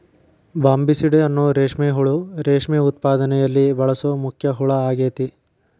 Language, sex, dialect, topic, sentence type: Kannada, male, Dharwad Kannada, agriculture, statement